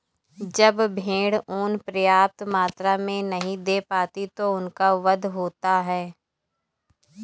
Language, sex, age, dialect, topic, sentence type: Hindi, female, 18-24, Awadhi Bundeli, agriculture, statement